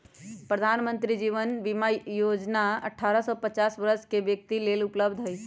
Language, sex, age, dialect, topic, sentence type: Magahi, female, 18-24, Western, banking, statement